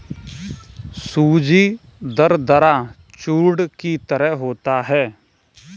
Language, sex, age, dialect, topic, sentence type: Hindi, male, 18-24, Kanauji Braj Bhasha, agriculture, statement